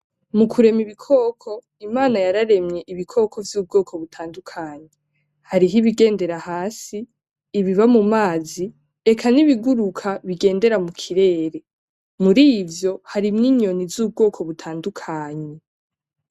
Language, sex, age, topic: Rundi, female, 18-24, agriculture